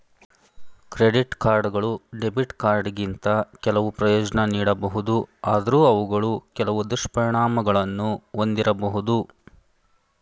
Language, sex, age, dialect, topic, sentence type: Kannada, male, 31-35, Mysore Kannada, banking, statement